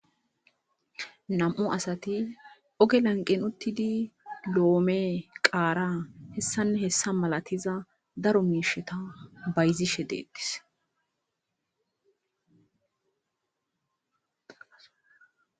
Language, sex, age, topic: Gamo, female, 25-35, agriculture